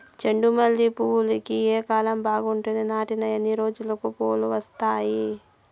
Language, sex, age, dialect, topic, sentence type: Telugu, female, 31-35, Southern, agriculture, question